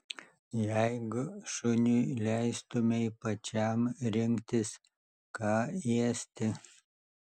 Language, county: Lithuanian, Alytus